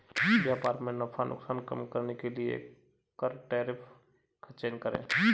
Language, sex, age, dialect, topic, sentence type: Hindi, male, 25-30, Marwari Dhudhari, banking, statement